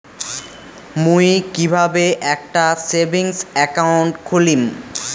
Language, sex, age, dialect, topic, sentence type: Bengali, male, 18-24, Rajbangshi, banking, statement